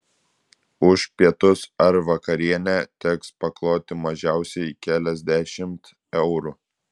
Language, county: Lithuanian, Klaipėda